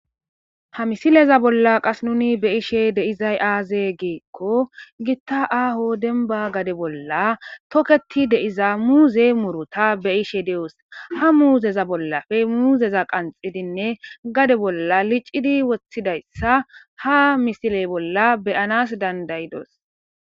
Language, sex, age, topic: Gamo, female, 18-24, agriculture